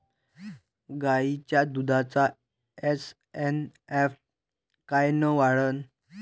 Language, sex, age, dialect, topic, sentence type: Marathi, male, 18-24, Varhadi, agriculture, question